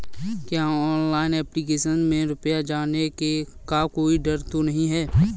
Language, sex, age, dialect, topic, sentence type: Hindi, male, 18-24, Kanauji Braj Bhasha, banking, question